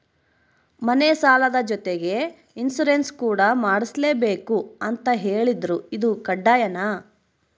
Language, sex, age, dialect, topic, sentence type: Kannada, female, 60-100, Central, banking, question